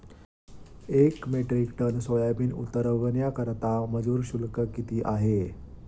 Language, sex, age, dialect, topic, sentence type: Marathi, male, 25-30, Standard Marathi, agriculture, question